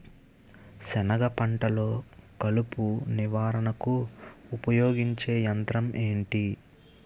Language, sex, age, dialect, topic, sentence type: Telugu, male, 18-24, Utterandhra, agriculture, question